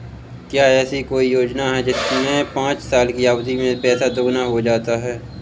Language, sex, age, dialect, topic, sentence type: Hindi, male, 25-30, Awadhi Bundeli, banking, question